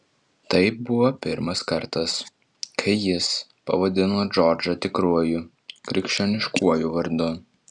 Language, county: Lithuanian, Vilnius